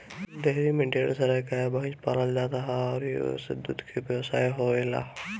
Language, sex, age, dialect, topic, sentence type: Bhojpuri, male, 18-24, Northern, agriculture, statement